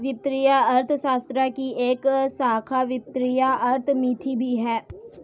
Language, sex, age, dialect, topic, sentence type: Hindi, female, 18-24, Marwari Dhudhari, banking, statement